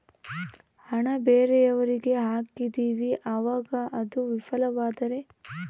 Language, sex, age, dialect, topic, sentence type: Kannada, female, 18-24, Central, banking, question